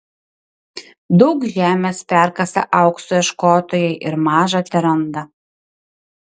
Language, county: Lithuanian, Klaipėda